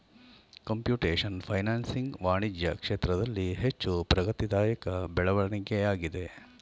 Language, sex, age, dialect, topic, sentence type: Kannada, male, 51-55, Mysore Kannada, banking, statement